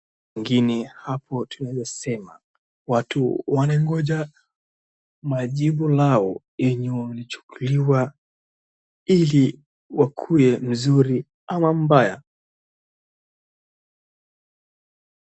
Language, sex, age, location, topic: Swahili, male, 18-24, Wajir, government